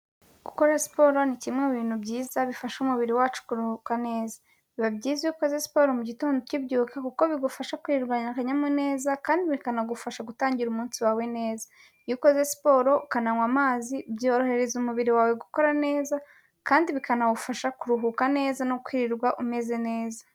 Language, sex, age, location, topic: Kinyarwanda, female, 18-24, Kigali, health